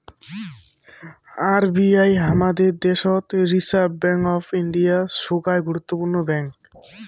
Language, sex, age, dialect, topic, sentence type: Bengali, female, <18, Rajbangshi, banking, statement